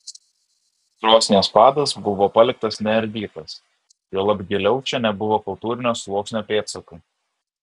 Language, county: Lithuanian, Vilnius